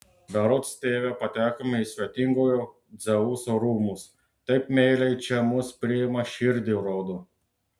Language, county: Lithuanian, Klaipėda